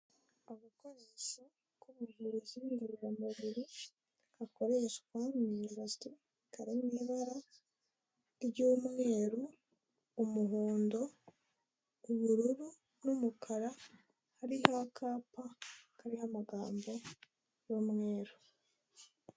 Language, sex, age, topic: Kinyarwanda, female, 25-35, health